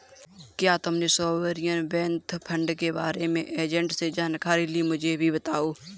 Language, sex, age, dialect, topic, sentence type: Hindi, male, 18-24, Kanauji Braj Bhasha, banking, statement